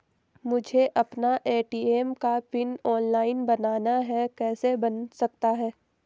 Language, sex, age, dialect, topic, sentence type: Hindi, female, 18-24, Garhwali, banking, question